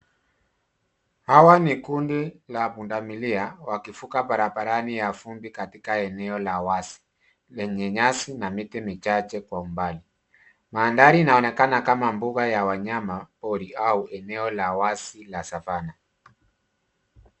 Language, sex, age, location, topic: Swahili, male, 50+, Nairobi, government